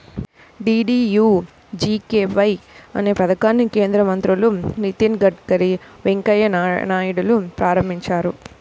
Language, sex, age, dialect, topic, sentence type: Telugu, female, 18-24, Central/Coastal, banking, statement